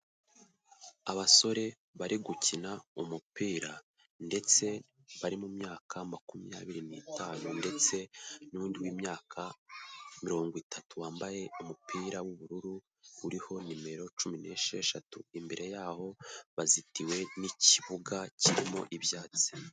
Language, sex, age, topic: Kinyarwanda, male, 18-24, government